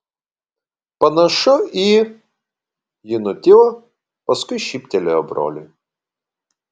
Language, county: Lithuanian, Kaunas